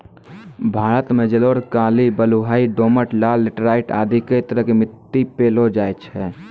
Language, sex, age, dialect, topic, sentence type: Maithili, male, 18-24, Angika, agriculture, statement